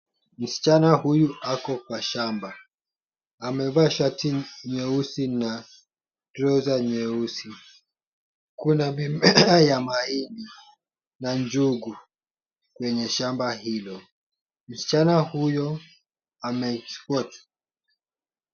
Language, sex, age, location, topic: Swahili, male, 18-24, Kisumu, agriculture